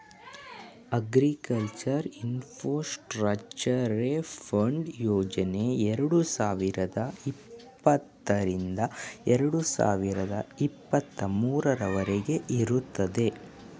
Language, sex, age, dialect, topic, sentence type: Kannada, male, 18-24, Mysore Kannada, agriculture, statement